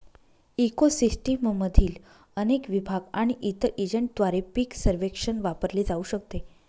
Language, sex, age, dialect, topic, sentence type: Marathi, female, 25-30, Northern Konkan, agriculture, statement